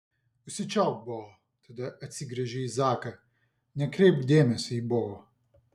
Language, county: Lithuanian, Vilnius